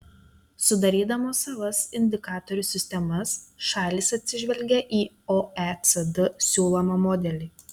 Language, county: Lithuanian, Telšiai